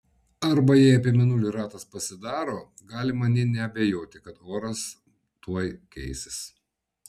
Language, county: Lithuanian, Vilnius